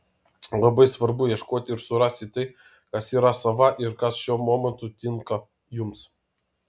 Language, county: Lithuanian, Vilnius